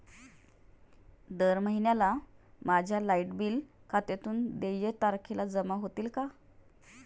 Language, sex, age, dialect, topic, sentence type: Marathi, female, 36-40, Standard Marathi, banking, question